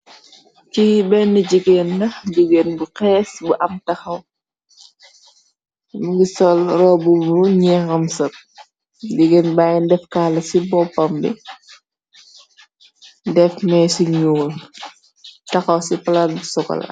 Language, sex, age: Wolof, female, 18-24